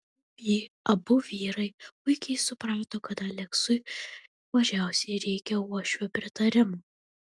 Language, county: Lithuanian, Telšiai